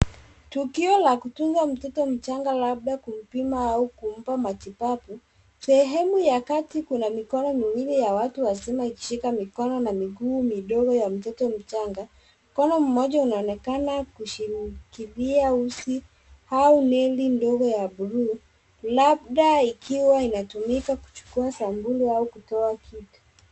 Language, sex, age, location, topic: Swahili, female, 36-49, Nairobi, health